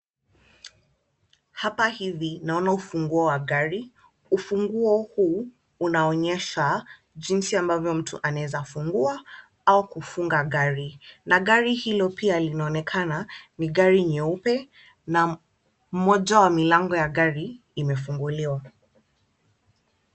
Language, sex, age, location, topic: Swahili, female, 25-35, Kisumu, finance